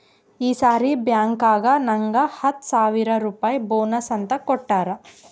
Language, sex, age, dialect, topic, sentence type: Kannada, female, 18-24, Northeastern, banking, statement